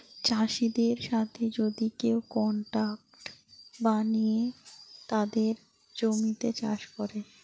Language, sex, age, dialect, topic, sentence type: Bengali, female, 18-24, Western, agriculture, statement